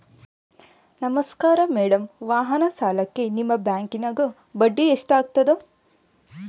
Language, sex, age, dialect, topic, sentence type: Kannada, female, 18-24, Central, banking, question